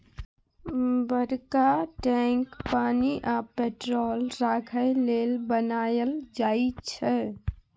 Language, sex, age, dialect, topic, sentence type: Maithili, female, 25-30, Bajjika, agriculture, statement